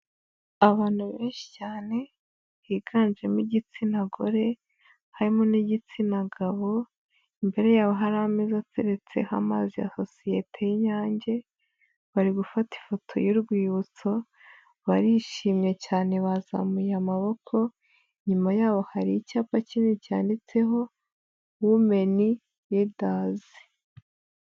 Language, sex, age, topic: Kinyarwanda, female, 18-24, health